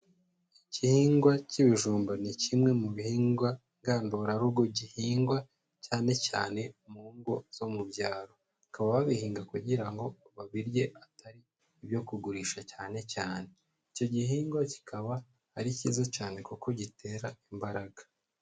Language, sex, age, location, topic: Kinyarwanda, male, 25-35, Huye, agriculture